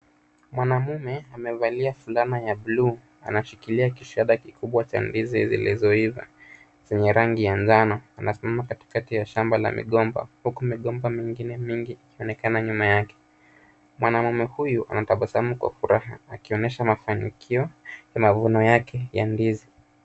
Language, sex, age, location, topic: Swahili, male, 25-35, Kisumu, agriculture